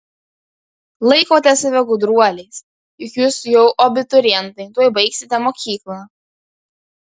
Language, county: Lithuanian, Kaunas